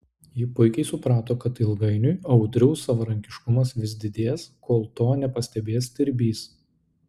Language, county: Lithuanian, Klaipėda